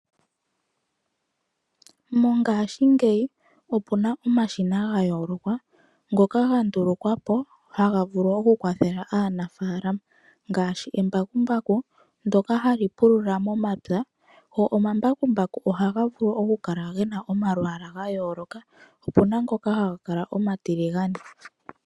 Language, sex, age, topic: Oshiwambo, male, 25-35, agriculture